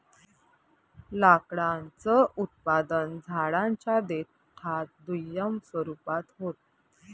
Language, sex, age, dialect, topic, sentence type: Marathi, female, 31-35, Northern Konkan, agriculture, statement